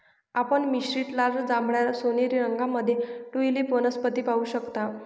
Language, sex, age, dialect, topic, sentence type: Marathi, female, 56-60, Northern Konkan, agriculture, statement